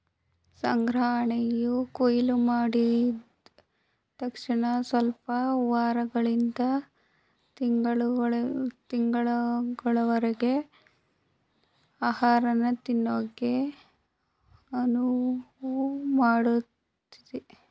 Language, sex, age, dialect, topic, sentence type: Kannada, female, 18-24, Mysore Kannada, agriculture, statement